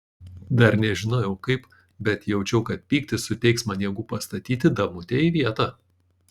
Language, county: Lithuanian, Panevėžys